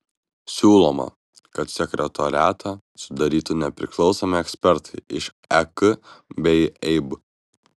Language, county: Lithuanian, Vilnius